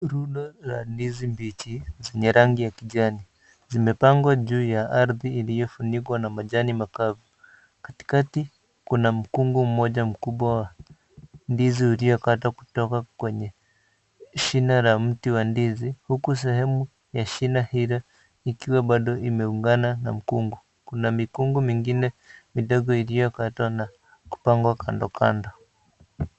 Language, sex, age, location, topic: Swahili, male, 25-35, Kisii, agriculture